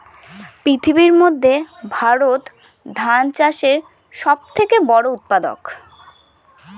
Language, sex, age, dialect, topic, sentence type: Bengali, male, 31-35, Northern/Varendri, agriculture, statement